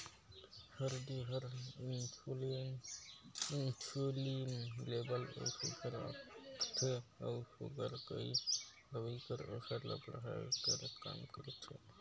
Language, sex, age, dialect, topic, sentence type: Chhattisgarhi, male, 60-100, Northern/Bhandar, agriculture, statement